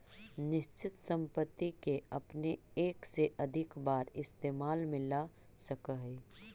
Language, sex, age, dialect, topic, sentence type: Magahi, female, 25-30, Central/Standard, agriculture, statement